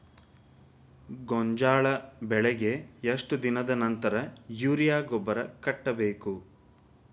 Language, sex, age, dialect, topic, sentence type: Kannada, male, 25-30, Dharwad Kannada, agriculture, question